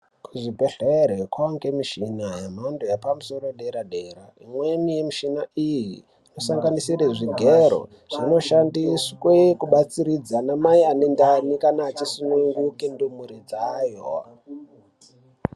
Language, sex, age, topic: Ndau, male, 18-24, health